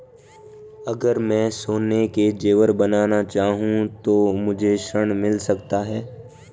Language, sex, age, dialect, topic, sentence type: Hindi, male, 18-24, Marwari Dhudhari, banking, question